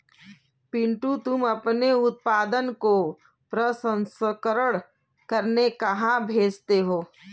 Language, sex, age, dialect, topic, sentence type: Hindi, female, 18-24, Kanauji Braj Bhasha, agriculture, statement